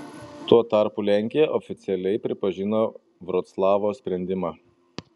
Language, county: Lithuanian, Panevėžys